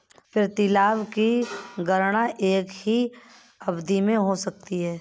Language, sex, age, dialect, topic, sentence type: Hindi, male, 31-35, Kanauji Braj Bhasha, banking, statement